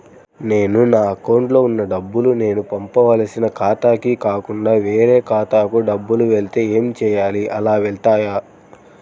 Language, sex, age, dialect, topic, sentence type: Telugu, male, 25-30, Central/Coastal, banking, question